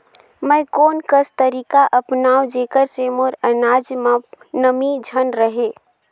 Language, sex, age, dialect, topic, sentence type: Chhattisgarhi, female, 18-24, Northern/Bhandar, agriculture, question